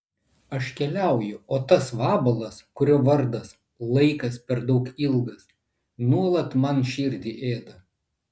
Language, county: Lithuanian, Vilnius